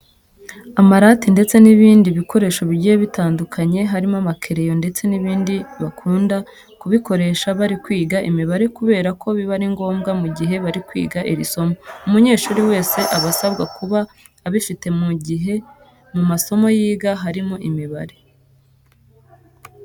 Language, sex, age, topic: Kinyarwanda, female, 25-35, education